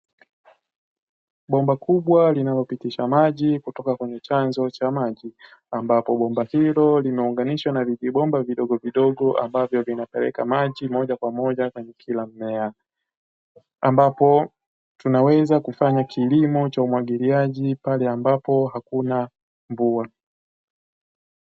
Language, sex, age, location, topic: Swahili, male, 18-24, Dar es Salaam, agriculture